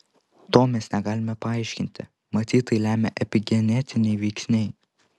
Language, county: Lithuanian, Panevėžys